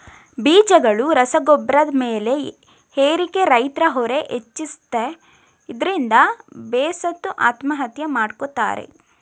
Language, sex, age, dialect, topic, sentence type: Kannada, female, 18-24, Mysore Kannada, agriculture, statement